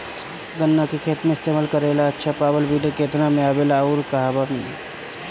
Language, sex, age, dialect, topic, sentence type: Bhojpuri, male, 25-30, Northern, agriculture, question